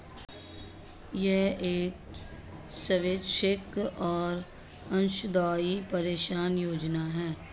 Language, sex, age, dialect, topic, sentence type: Hindi, male, 56-60, Marwari Dhudhari, agriculture, statement